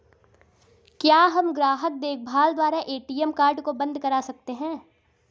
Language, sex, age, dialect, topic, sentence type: Hindi, female, 25-30, Awadhi Bundeli, banking, question